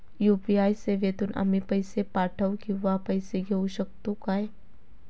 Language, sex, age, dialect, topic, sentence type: Marathi, female, 18-24, Southern Konkan, banking, question